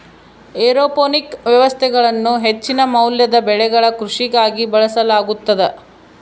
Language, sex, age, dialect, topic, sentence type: Kannada, female, 31-35, Central, agriculture, statement